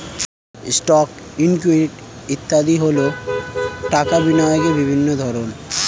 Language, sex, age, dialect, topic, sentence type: Bengali, male, 18-24, Standard Colloquial, banking, statement